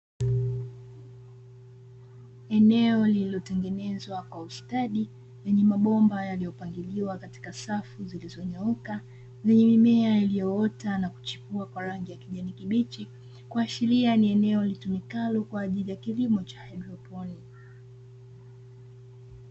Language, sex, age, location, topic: Swahili, female, 25-35, Dar es Salaam, agriculture